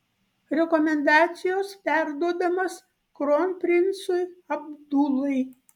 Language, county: Lithuanian, Vilnius